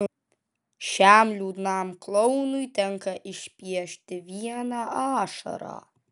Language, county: Lithuanian, Vilnius